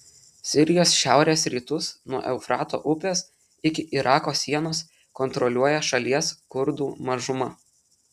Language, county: Lithuanian, Telšiai